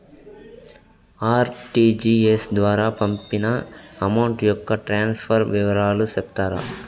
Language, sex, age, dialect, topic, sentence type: Telugu, male, 41-45, Southern, banking, question